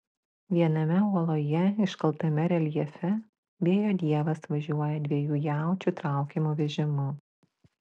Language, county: Lithuanian, Klaipėda